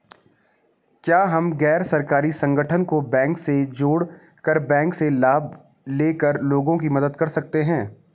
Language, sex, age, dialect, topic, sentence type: Hindi, male, 18-24, Garhwali, banking, question